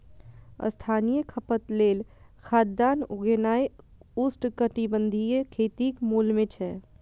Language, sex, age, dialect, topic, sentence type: Maithili, female, 31-35, Eastern / Thethi, agriculture, statement